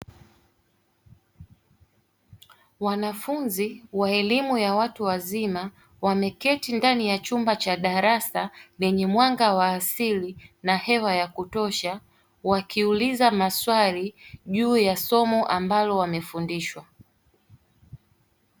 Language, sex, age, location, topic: Swahili, female, 18-24, Dar es Salaam, education